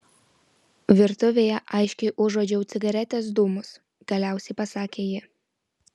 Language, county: Lithuanian, Vilnius